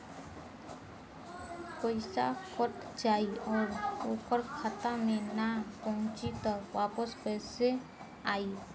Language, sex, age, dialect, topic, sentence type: Bhojpuri, female, <18, Southern / Standard, banking, question